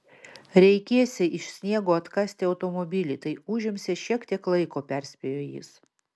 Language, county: Lithuanian, Vilnius